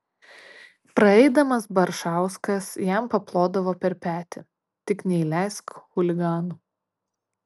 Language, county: Lithuanian, Kaunas